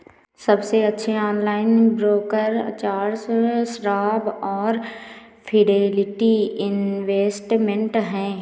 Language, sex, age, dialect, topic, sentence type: Hindi, female, 18-24, Awadhi Bundeli, banking, statement